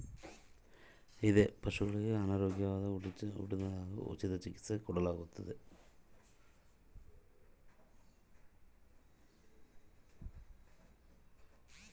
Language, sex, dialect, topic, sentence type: Kannada, male, Central, agriculture, question